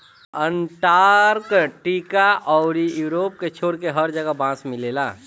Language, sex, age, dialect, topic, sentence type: Bhojpuri, female, 25-30, Northern, agriculture, statement